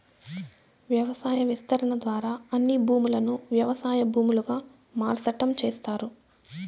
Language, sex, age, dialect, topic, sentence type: Telugu, female, 18-24, Southern, agriculture, statement